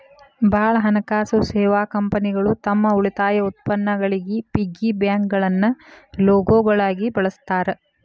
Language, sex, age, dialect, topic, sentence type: Kannada, female, 31-35, Dharwad Kannada, banking, statement